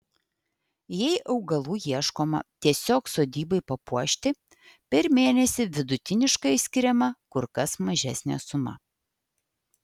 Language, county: Lithuanian, Vilnius